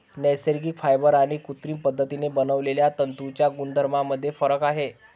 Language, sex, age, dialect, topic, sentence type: Marathi, male, 25-30, Varhadi, agriculture, statement